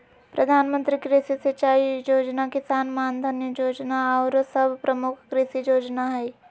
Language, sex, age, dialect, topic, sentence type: Magahi, female, 56-60, Western, agriculture, statement